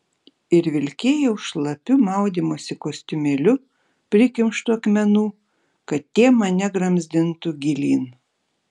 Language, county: Lithuanian, Šiauliai